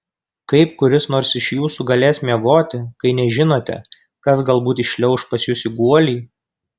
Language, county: Lithuanian, Kaunas